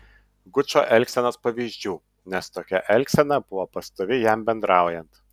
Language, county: Lithuanian, Utena